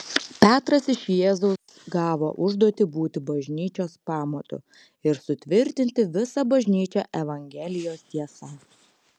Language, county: Lithuanian, Klaipėda